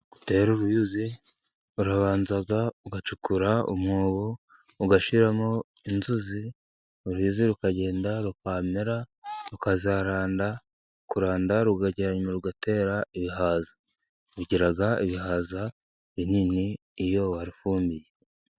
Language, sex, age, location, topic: Kinyarwanda, male, 36-49, Musanze, agriculture